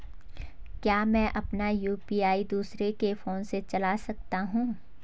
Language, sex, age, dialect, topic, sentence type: Hindi, female, 18-24, Garhwali, banking, question